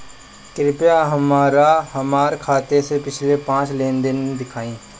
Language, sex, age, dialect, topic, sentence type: Bhojpuri, female, 31-35, Northern, banking, statement